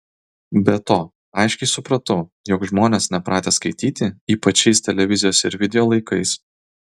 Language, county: Lithuanian, Kaunas